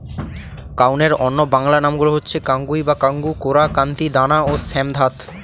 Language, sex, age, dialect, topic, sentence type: Bengali, male, 18-24, Northern/Varendri, agriculture, statement